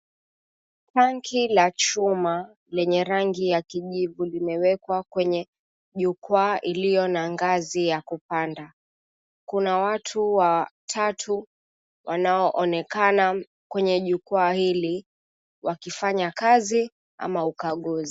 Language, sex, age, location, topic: Swahili, female, 25-35, Mombasa, health